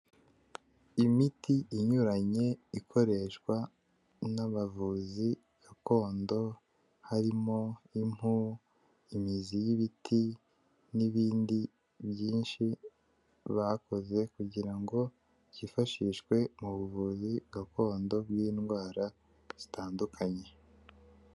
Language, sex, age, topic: Kinyarwanda, male, 18-24, health